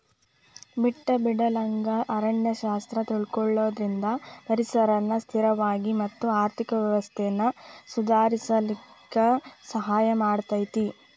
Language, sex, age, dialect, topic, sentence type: Kannada, female, 25-30, Dharwad Kannada, agriculture, statement